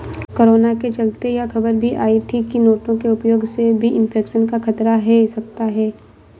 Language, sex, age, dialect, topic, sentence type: Hindi, female, 25-30, Awadhi Bundeli, banking, statement